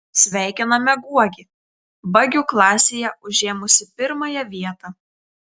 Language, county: Lithuanian, Telšiai